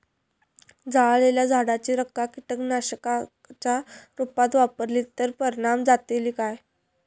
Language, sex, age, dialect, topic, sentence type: Marathi, female, 25-30, Southern Konkan, agriculture, question